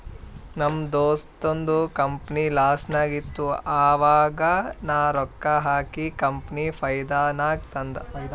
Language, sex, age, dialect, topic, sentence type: Kannada, male, 18-24, Northeastern, banking, statement